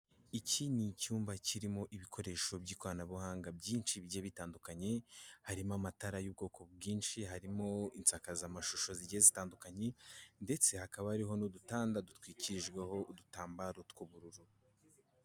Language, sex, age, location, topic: Kinyarwanda, male, 18-24, Kigali, health